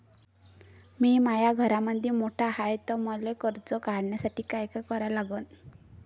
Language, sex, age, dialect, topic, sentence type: Marathi, male, 31-35, Varhadi, banking, question